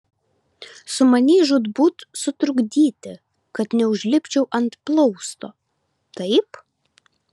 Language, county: Lithuanian, Vilnius